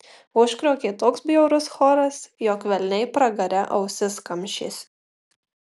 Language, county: Lithuanian, Marijampolė